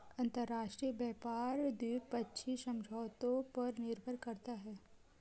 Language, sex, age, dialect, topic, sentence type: Hindi, female, 18-24, Marwari Dhudhari, banking, statement